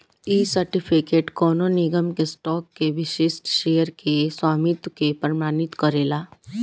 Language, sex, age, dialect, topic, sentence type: Bhojpuri, female, 18-24, Southern / Standard, banking, statement